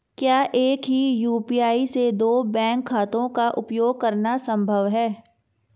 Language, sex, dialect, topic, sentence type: Hindi, female, Marwari Dhudhari, banking, question